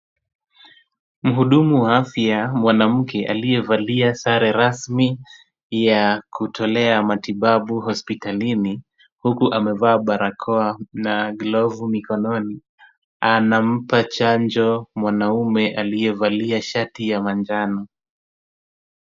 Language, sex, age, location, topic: Swahili, male, 25-35, Kisumu, health